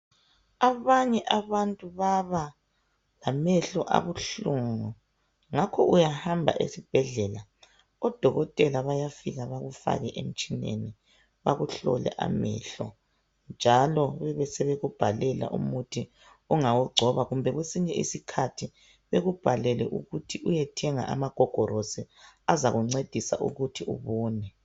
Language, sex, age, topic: North Ndebele, female, 18-24, health